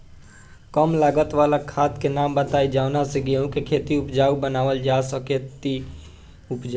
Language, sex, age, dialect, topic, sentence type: Bhojpuri, male, 18-24, Southern / Standard, agriculture, question